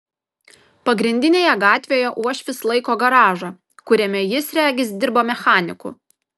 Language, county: Lithuanian, Kaunas